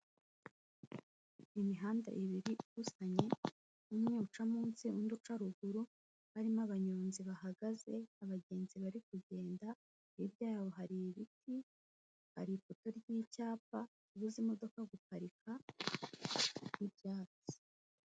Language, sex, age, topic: Kinyarwanda, female, 18-24, government